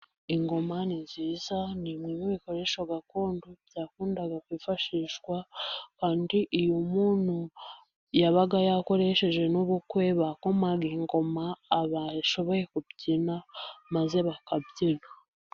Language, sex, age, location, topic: Kinyarwanda, female, 18-24, Musanze, government